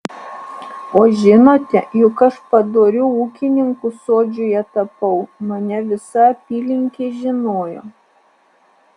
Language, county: Lithuanian, Alytus